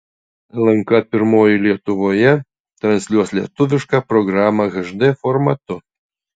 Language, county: Lithuanian, Utena